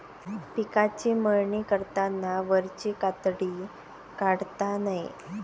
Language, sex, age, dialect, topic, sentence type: Marathi, female, 18-24, Southern Konkan, agriculture, statement